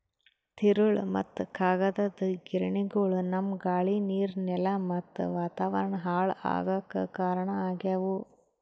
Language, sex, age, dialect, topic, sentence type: Kannada, female, 18-24, Northeastern, agriculture, statement